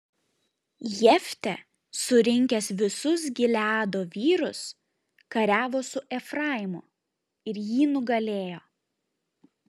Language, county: Lithuanian, Šiauliai